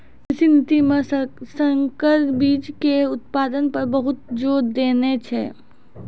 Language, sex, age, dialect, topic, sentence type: Maithili, female, 25-30, Angika, agriculture, statement